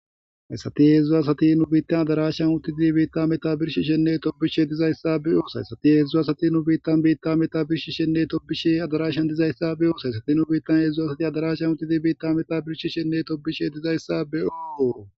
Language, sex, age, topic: Gamo, male, 18-24, government